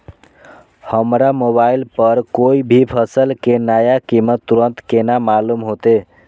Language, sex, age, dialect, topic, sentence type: Maithili, male, 18-24, Eastern / Thethi, agriculture, question